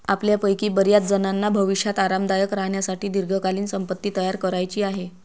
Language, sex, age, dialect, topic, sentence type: Marathi, female, 25-30, Varhadi, banking, statement